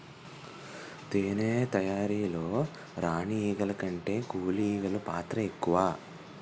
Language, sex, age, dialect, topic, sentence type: Telugu, male, 18-24, Utterandhra, agriculture, statement